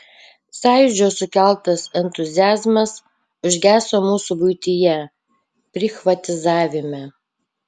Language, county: Lithuanian, Panevėžys